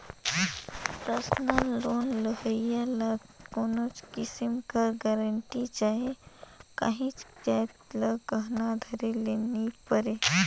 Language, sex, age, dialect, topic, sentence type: Chhattisgarhi, female, 18-24, Northern/Bhandar, banking, statement